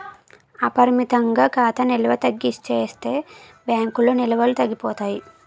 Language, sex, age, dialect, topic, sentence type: Telugu, female, 18-24, Utterandhra, banking, statement